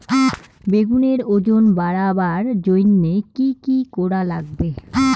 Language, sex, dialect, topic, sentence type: Bengali, female, Rajbangshi, agriculture, question